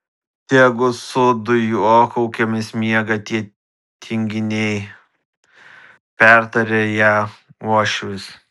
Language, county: Lithuanian, Vilnius